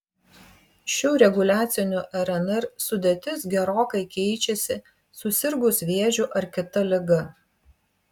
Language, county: Lithuanian, Vilnius